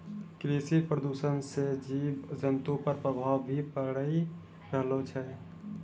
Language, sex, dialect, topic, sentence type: Maithili, male, Angika, agriculture, statement